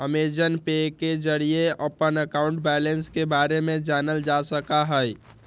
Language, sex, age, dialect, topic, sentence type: Magahi, male, 18-24, Western, banking, statement